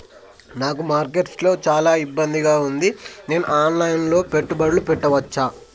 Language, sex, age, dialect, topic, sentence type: Telugu, male, 25-30, Telangana, banking, question